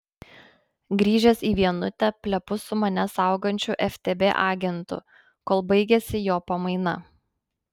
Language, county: Lithuanian, Panevėžys